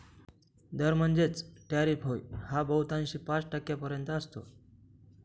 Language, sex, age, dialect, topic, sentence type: Marathi, male, 25-30, Northern Konkan, banking, statement